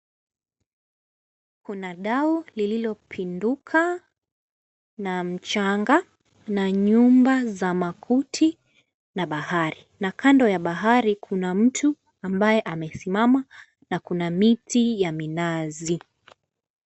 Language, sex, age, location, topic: Swahili, female, 18-24, Mombasa, government